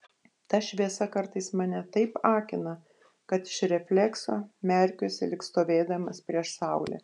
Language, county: Lithuanian, Panevėžys